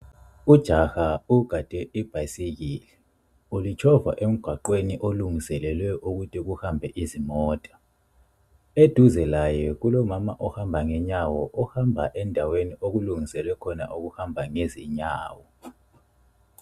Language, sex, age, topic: North Ndebele, male, 25-35, education